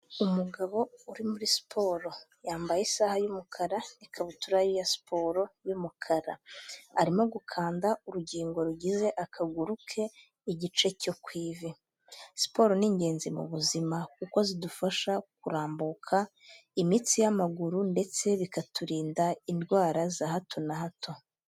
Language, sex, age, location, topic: Kinyarwanda, female, 18-24, Kigali, health